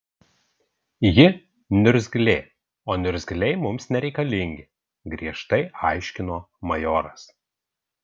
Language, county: Lithuanian, Vilnius